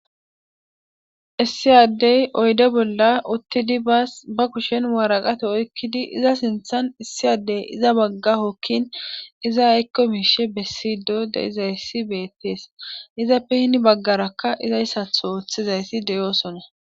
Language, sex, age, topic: Gamo, female, 25-35, government